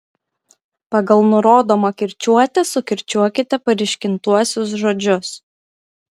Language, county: Lithuanian, Kaunas